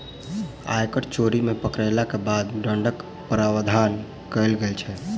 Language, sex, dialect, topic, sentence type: Maithili, male, Southern/Standard, banking, statement